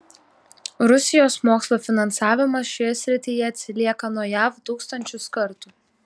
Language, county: Lithuanian, Telšiai